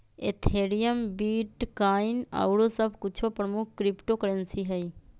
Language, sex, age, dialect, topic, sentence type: Magahi, female, 25-30, Western, banking, statement